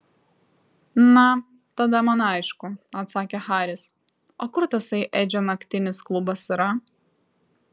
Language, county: Lithuanian, Vilnius